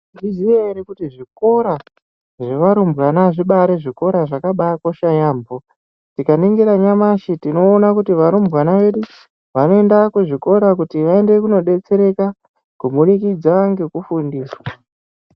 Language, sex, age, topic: Ndau, male, 18-24, education